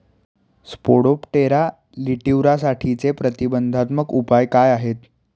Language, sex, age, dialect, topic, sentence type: Marathi, male, 18-24, Standard Marathi, agriculture, question